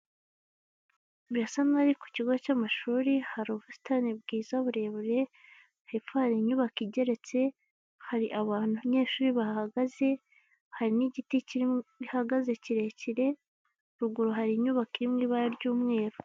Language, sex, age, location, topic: Kinyarwanda, female, 25-35, Kigali, health